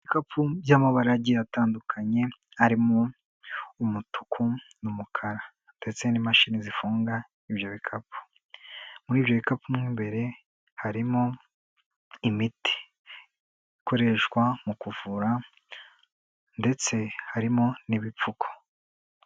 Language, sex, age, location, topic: Kinyarwanda, female, 25-35, Kigali, health